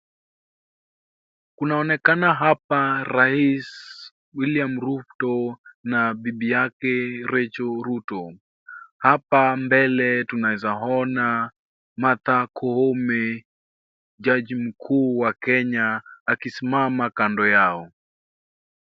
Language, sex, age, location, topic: Swahili, male, 18-24, Wajir, government